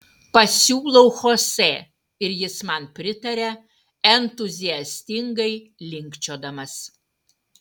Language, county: Lithuanian, Utena